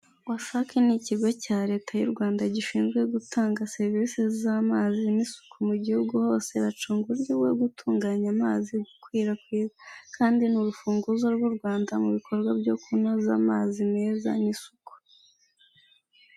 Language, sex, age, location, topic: Kinyarwanda, female, 18-24, Kigali, health